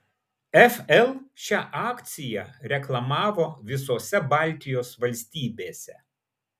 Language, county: Lithuanian, Vilnius